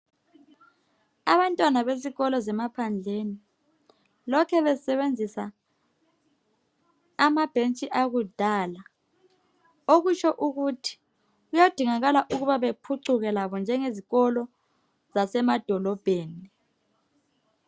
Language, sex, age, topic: North Ndebele, male, 25-35, education